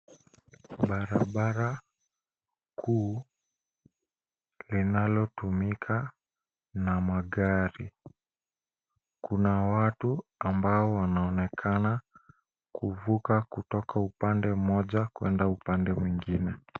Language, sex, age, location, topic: Swahili, male, 18-24, Nairobi, government